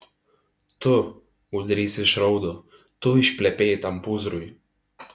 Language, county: Lithuanian, Tauragė